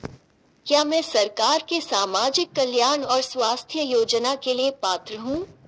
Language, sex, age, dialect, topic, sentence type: Hindi, female, 18-24, Marwari Dhudhari, banking, question